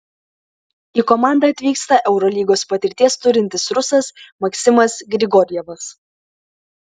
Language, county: Lithuanian, Klaipėda